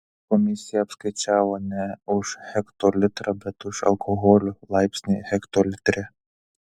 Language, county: Lithuanian, Telšiai